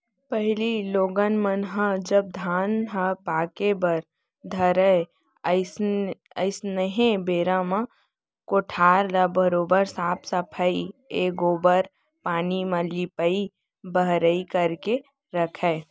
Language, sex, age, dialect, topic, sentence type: Chhattisgarhi, female, 18-24, Central, agriculture, statement